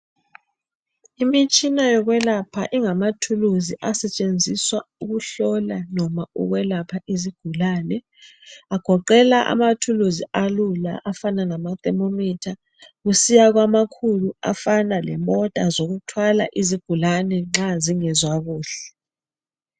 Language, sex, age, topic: North Ndebele, female, 25-35, health